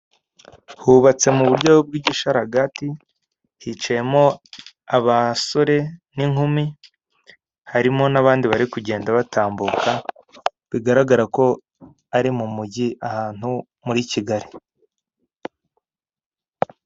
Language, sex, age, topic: Kinyarwanda, male, 18-24, government